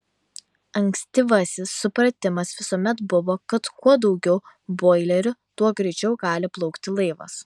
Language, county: Lithuanian, Vilnius